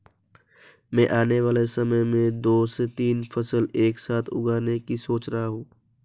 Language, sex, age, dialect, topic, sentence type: Hindi, female, 18-24, Marwari Dhudhari, agriculture, statement